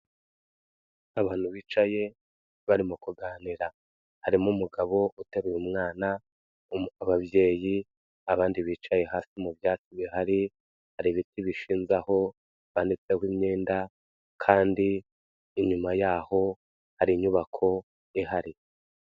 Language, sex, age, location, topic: Kinyarwanda, male, 36-49, Kigali, health